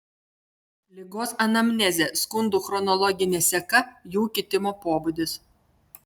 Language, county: Lithuanian, Telšiai